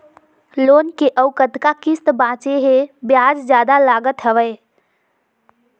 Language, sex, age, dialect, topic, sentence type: Chhattisgarhi, female, 18-24, Northern/Bhandar, banking, question